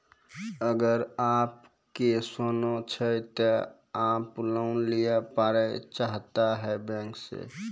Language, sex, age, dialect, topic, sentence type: Maithili, male, 18-24, Angika, banking, question